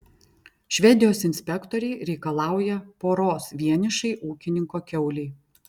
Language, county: Lithuanian, Vilnius